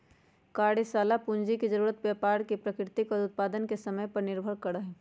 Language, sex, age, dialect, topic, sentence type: Magahi, female, 46-50, Western, banking, statement